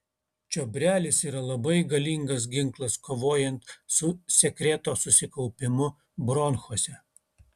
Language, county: Lithuanian, Utena